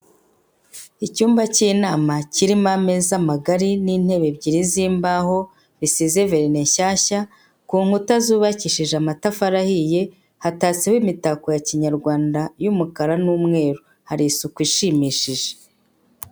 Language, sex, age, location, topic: Kinyarwanda, female, 50+, Kigali, finance